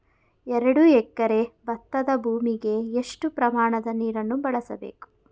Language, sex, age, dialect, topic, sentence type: Kannada, female, 31-35, Mysore Kannada, agriculture, question